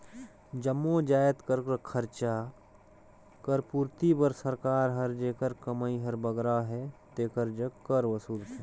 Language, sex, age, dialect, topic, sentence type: Chhattisgarhi, male, 31-35, Northern/Bhandar, banking, statement